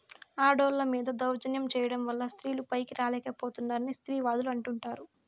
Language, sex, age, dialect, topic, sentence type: Telugu, female, 60-100, Southern, banking, statement